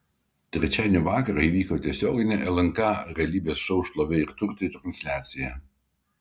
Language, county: Lithuanian, Kaunas